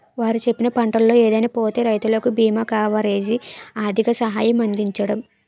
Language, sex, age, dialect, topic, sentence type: Telugu, female, 18-24, Utterandhra, agriculture, statement